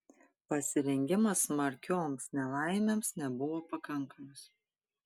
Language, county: Lithuanian, Panevėžys